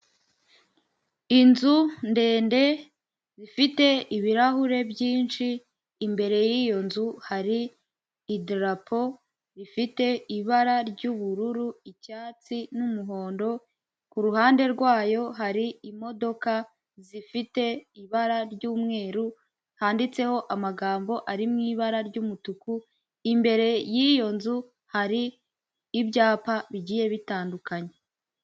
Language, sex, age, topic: Kinyarwanda, female, 18-24, government